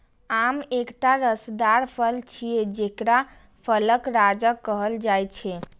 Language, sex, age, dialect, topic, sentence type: Maithili, female, 18-24, Eastern / Thethi, agriculture, statement